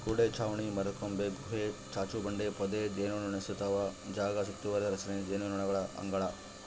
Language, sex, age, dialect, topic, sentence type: Kannada, male, 31-35, Central, agriculture, statement